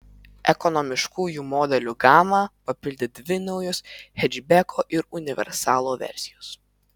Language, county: Lithuanian, Vilnius